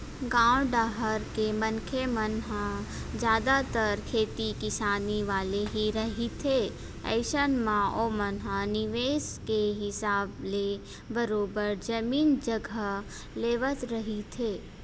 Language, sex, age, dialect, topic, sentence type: Chhattisgarhi, female, 25-30, Western/Budati/Khatahi, banking, statement